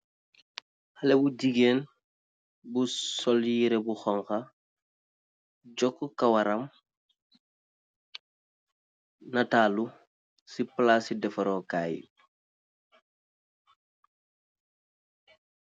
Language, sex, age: Wolof, male, 18-24